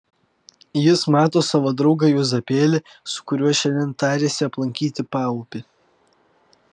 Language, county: Lithuanian, Vilnius